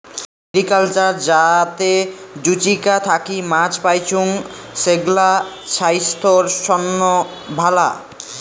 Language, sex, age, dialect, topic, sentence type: Bengali, male, 18-24, Rajbangshi, agriculture, statement